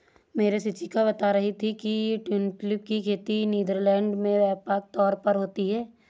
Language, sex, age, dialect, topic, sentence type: Hindi, female, 56-60, Awadhi Bundeli, agriculture, statement